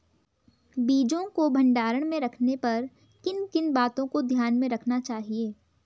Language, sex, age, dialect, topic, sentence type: Hindi, female, 18-24, Garhwali, agriculture, question